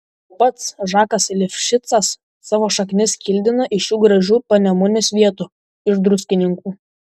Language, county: Lithuanian, Šiauliai